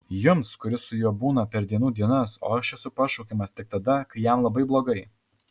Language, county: Lithuanian, Alytus